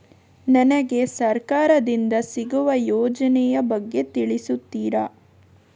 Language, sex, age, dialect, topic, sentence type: Kannada, female, 41-45, Coastal/Dakshin, banking, question